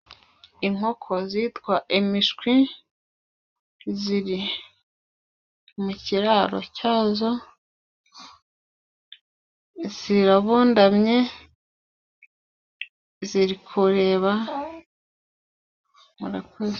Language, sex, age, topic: Kinyarwanda, female, 25-35, agriculture